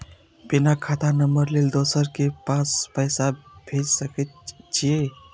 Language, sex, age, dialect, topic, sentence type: Maithili, male, 18-24, Eastern / Thethi, banking, question